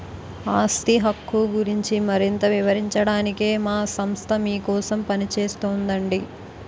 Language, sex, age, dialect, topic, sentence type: Telugu, female, 18-24, Utterandhra, banking, statement